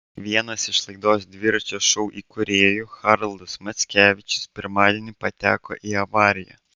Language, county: Lithuanian, Vilnius